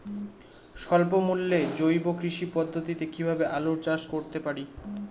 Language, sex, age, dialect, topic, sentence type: Bengali, male, 18-24, Rajbangshi, agriculture, question